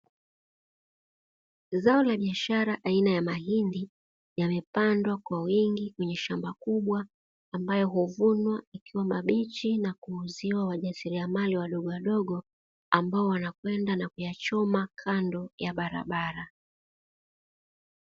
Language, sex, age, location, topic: Swahili, female, 36-49, Dar es Salaam, agriculture